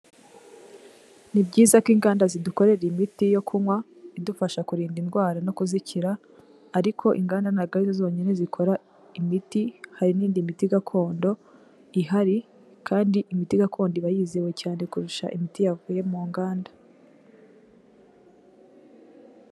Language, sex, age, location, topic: Kinyarwanda, female, 18-24, Kigali, health